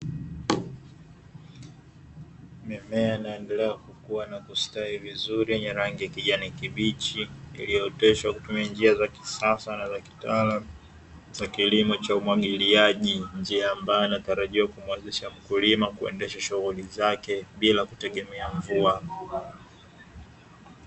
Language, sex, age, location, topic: Swahili, male, 25-35, Dar es Salaam, agriculture